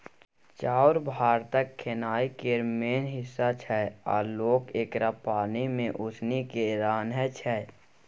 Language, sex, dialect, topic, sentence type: Maithili, male, Bajjika, agriculture, statement